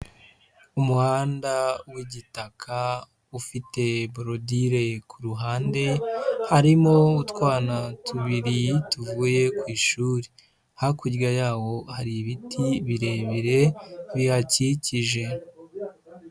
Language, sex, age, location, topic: Kinyarwanda, male, 25-35, Huye, education